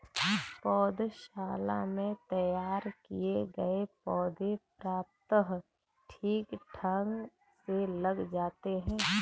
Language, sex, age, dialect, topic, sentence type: Hindi, female, 31-35, Kanauji Braj Bhasha, agriculture, statement